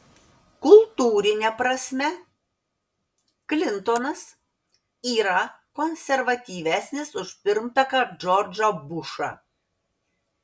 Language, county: Lithuanian, Vilnius